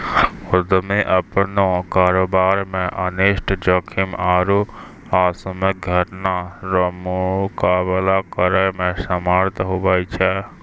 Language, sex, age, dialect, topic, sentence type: Maithili, male, 60-100, Angika, banking, statement